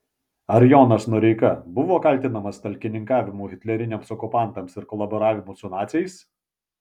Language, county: Lithuanian, Vilnius